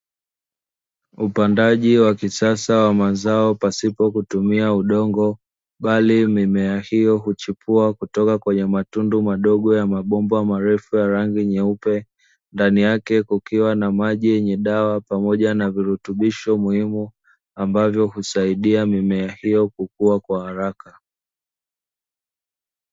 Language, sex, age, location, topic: Swahili, male, 25-35, Dar es Salaam, agriculture